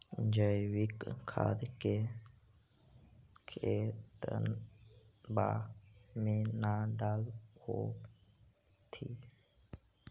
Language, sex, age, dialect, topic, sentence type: Magahi, female, 25-30, Central/Standard, agriculture, question